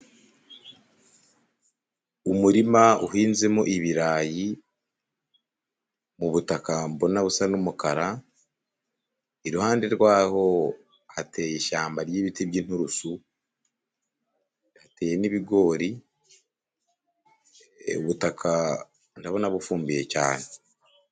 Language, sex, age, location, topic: Kinyarwanda, male, 50+, Musanze, agriculture